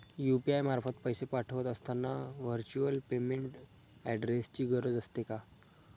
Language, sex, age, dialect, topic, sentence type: Marathi, male, 25-30, Standard Marathi, banking, question